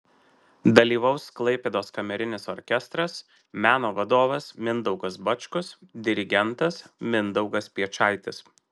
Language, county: Lithuanian, Marijampolė